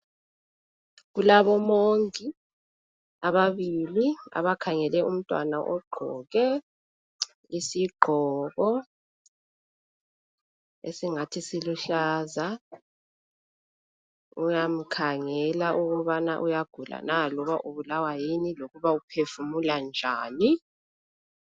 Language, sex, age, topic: North Ndebele, female, 25-35, health